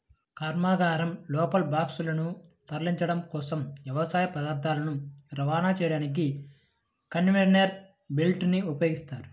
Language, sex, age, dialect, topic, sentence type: Telugu, female, 25-30, Central/Coastal, agriculture, statement